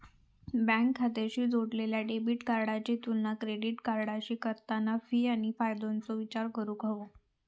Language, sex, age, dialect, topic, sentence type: Marathi, female, 25-30, Southern Konkan, banking, statement